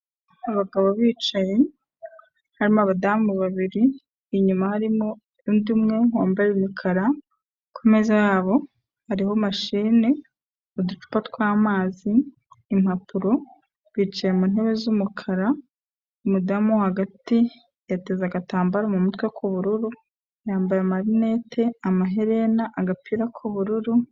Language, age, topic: Kinyarwanda, 25-35, government